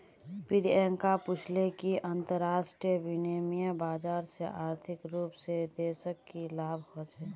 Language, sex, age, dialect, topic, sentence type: Magahi, female, 18-24, Northeastern/Surjapuri, banking, statement